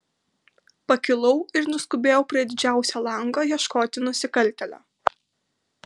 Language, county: Lithuanian, Kaunas